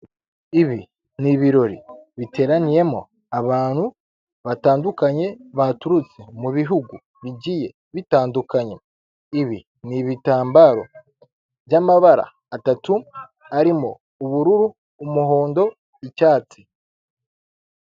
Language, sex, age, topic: Kinyarwanda, male, 25-35, government